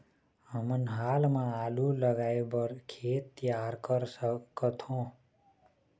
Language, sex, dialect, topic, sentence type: Chhattisgarhi, male, Eastern, agriculture, question